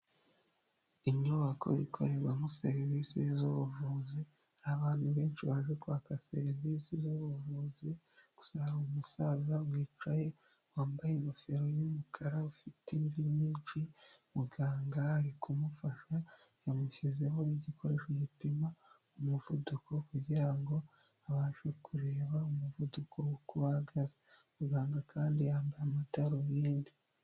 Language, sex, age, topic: Kinyarwanda, female, 18-24, health